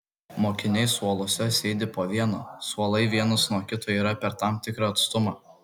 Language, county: Lithuanian, Kaunas